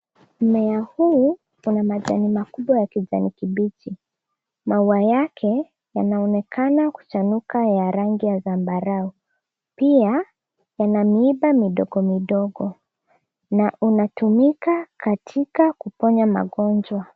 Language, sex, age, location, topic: Swahili, female, 18-24, Nairobi, health